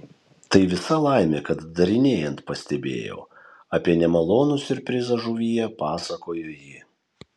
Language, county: Lithuanian, Kaunas